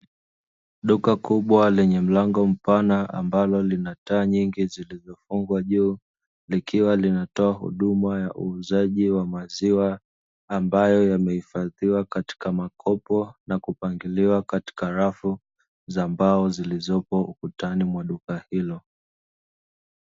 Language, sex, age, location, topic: Swahili, male, 25-35, Dar es Salaam, finance